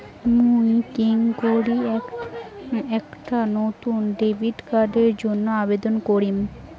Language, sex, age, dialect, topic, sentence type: Bengali, female, 18-24, Rajbangshi, banking, statement